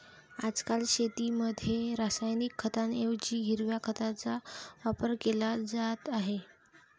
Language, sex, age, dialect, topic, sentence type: Marathi, female, 18-24, Varhadi, agriculture, statement